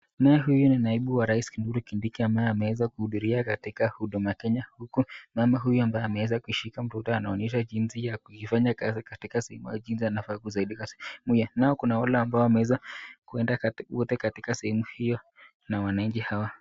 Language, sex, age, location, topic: Swahili, male, 36-49, Nakuru, government